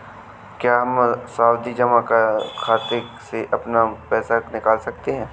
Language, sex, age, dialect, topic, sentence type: Hindi, male, 18-24, Awadhi Bundeli, banking, question